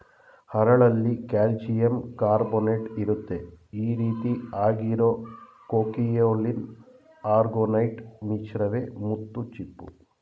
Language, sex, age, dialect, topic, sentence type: Kannada, male, 31-35, Mysore Kannada, agriculture, statement